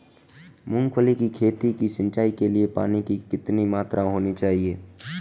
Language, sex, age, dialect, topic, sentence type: Hindi, male, 18-24, Marwari Dhudhari, agriculture, question